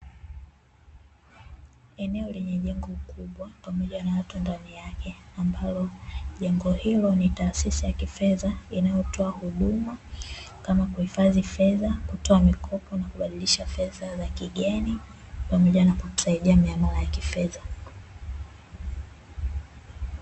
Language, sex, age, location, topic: Swahili, female, 18-24, Dar es Salaam, finance